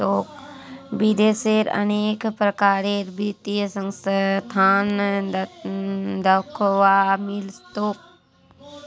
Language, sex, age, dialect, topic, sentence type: Magahi, female, 18-24, Northeastern/Surjapuri, banking, statement